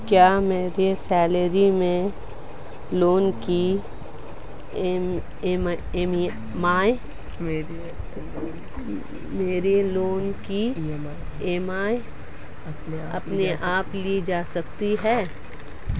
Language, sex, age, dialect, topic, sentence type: Hindi, female, 36-40, Marwari Dhudhari, banking, question